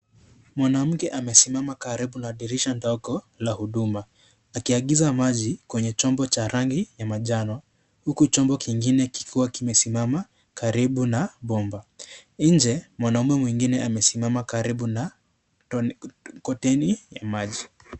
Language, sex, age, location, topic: Swahili, male, 25-35, Kisii, health